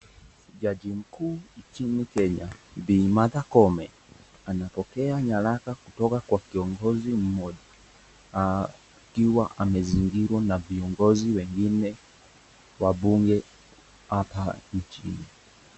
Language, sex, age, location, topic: Swahili, male, 18-24, Nakuru, government